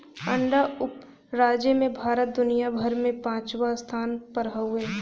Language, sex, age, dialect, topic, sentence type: Bhojpuri, female, 25-30, Western, agriculture, statement